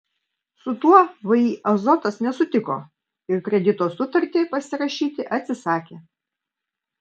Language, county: Lithuanian, Vilnius